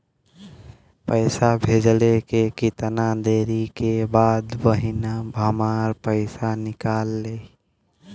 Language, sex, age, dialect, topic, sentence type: Bhojpuri, male, <18, Western, banking, question